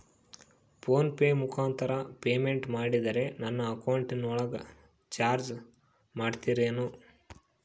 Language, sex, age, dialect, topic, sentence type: Kannada, male, 25-30, Central, banking, question